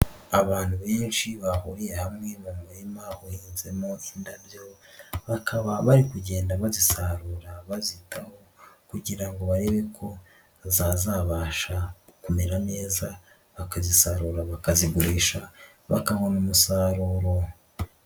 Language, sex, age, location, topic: Kinyarwanda, female, 18-24, Nyagatare, agriculture